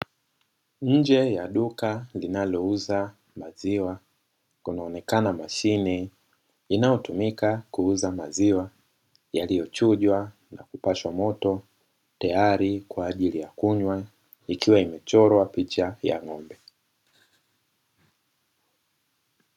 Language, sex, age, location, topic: Swahili, male, 18-24, Dar es Salaam, finance